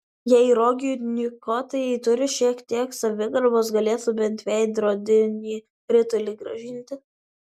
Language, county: Lithuanian, Vilnius